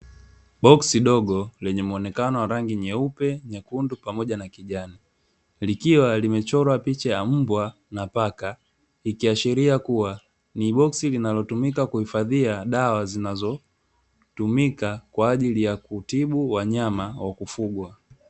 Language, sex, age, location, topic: Swahili, male, 18-24, Dar es Salaam, agriculture